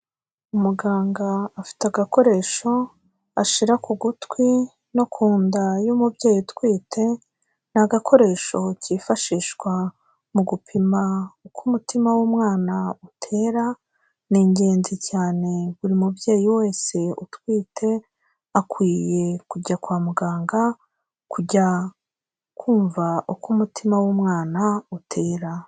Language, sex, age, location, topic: Kinyarwanda, female, 36-49, Kigali, health